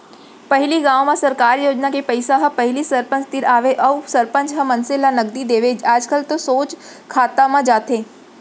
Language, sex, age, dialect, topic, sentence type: Chhattisgarhi, female, 46-50, Central, banking, statement